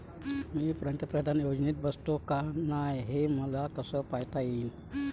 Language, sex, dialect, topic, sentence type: Marathi, male, Varhadi, banking, question